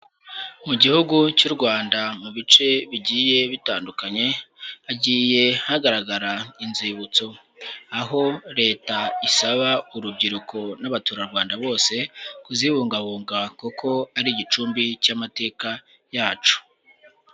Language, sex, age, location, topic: Kinyarwanda, male, 18-24, Huye, education